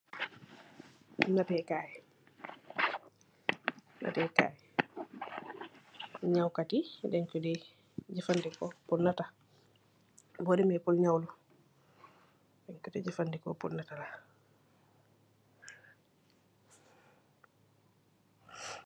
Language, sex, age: Wolof, female, 25-35